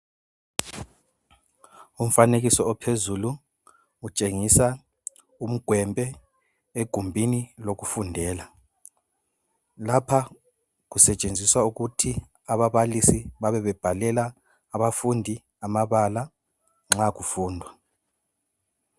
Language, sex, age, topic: North Ndebele, male, 25-35, education